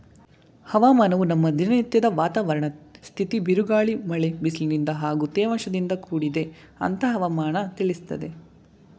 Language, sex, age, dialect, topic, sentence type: Kannada, male, 18-24, Mysore Kannada, agriculture, statement